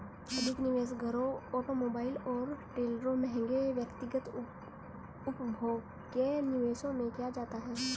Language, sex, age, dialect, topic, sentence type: Hindi, male, 36-40, Hindustani Malvi Khadi Boli, banking, statement